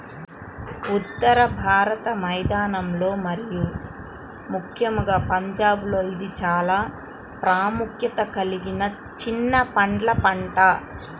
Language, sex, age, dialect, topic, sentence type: Telugu, female, 36-40, Central/Coastal, agriculture, statement